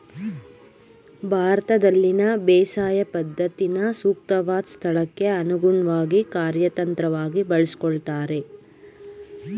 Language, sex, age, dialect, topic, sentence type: Kannada, female, 25-30, Mysore Kannada, agriculture, statement